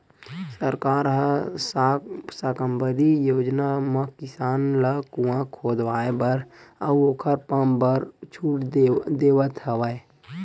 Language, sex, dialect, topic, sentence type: Chhattisgarhi, male, Western/Budati/Khatahi, agriculture, statement